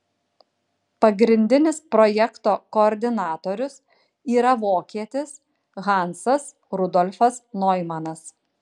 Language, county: Lithuanian, Kaunas